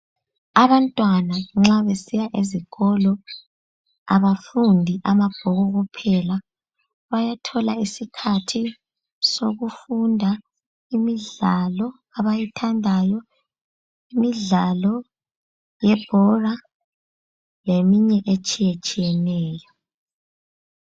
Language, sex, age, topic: North Ndebele, female, 18-24, health